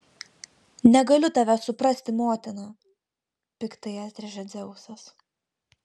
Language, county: Lithuanian, Vilnius